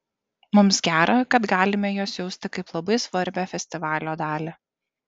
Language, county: Lithuanian, Šiauliai